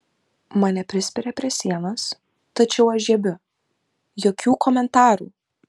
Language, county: Lithuanian, Vilnius